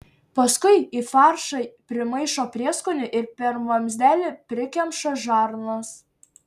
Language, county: Lithuanian, Šiauliai